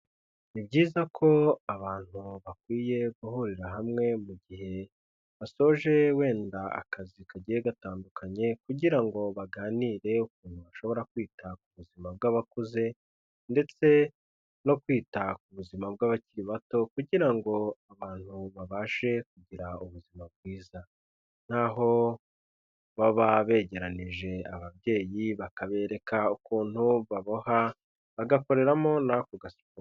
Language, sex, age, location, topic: Kinyarwanda, male, 25-35, Kigali, health